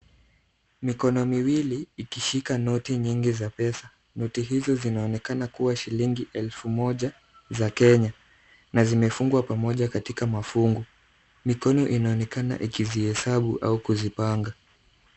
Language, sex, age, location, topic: Swahili, male, 25-35, Kisumu, finance